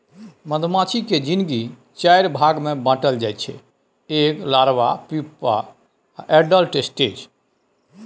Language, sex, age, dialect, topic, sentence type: Maithili, male, 51-55, Bajjika, agriculture, statement